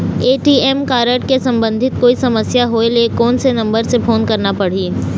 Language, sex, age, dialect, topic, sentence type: Chhattisgarhi, female, 18-24, Eastern, banking, question